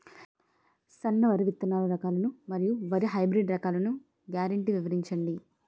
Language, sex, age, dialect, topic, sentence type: Telugu, female, 18-24, Utterandhra, agriculture, question